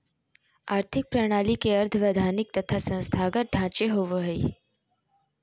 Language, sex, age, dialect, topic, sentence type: Magahi, female, 31-35, Southern, banking, statement